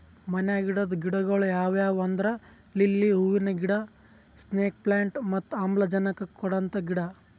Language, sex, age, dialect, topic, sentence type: Kannada, male, 18-24, Northeastern, agriculture, statement